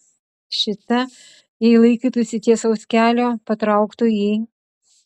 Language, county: Lithuanian, Utena